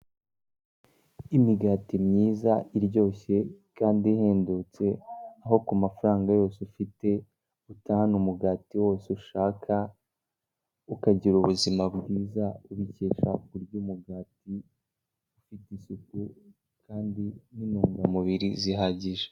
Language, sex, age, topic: Kinyarwanda, female, 18-24, finance